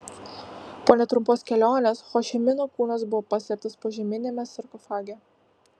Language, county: Lithuanian, Vilnius